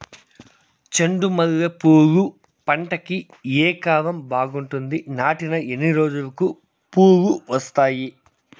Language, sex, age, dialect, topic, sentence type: Telugu, male, 31-35, Southern, agriculture, question